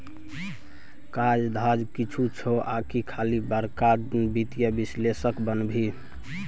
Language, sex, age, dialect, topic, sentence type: Maithili, male, 18-24, Bajjika, banking, statement